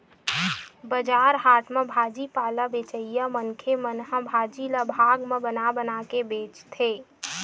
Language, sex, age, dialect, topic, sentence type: Chhattisgarhi, female, 18-24, Western/Budati/Khatahi, agriculture, statement